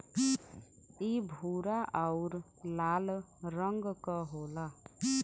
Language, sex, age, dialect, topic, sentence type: Bhojpuri, female, <18, Western, agriculture, statement